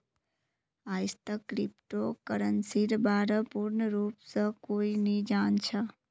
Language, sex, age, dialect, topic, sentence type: Magahi, female, 18-24, Northeastern/Surjapuri, banking, statement